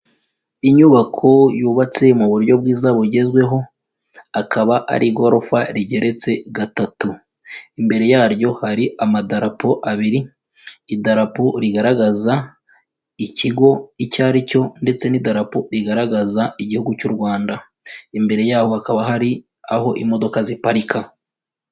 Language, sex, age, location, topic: Kinyarwanda, female, 18-24, Kigali, education